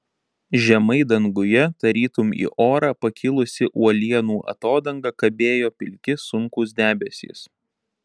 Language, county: Lithuanian, Panevėžys